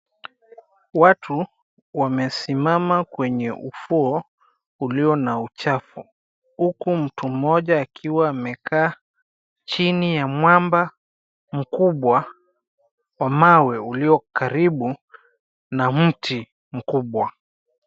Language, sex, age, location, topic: Swahili, male, 25-35, Mombasa, government